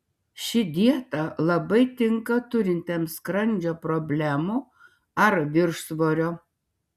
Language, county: Lithuanian, Šiauliai